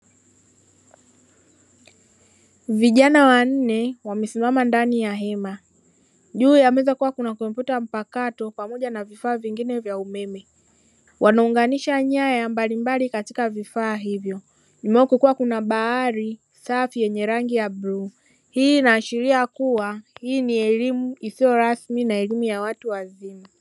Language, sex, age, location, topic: Swahili, female, 25-35, Dar es Salaam, education